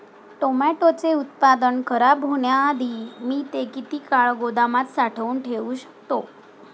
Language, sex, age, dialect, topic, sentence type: Marathi, female, 46-50, Standard Marathi, agriculture, question